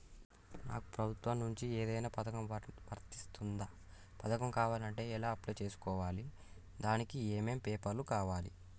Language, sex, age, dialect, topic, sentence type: Telugu, male, 18-24, Telangana, banking, question